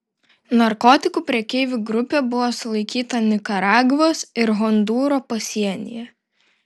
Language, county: Lithuanian, Vilnius